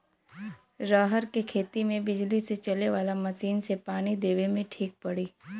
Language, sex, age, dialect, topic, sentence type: Bhojpuri, female, 18-24, Western, agriculture, question